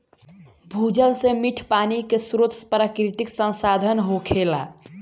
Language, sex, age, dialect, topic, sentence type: Bhojpuri, female, 18-24, Southern / Standard, agriculture, statement